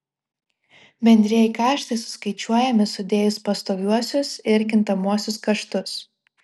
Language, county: Lithuanian, Vilnius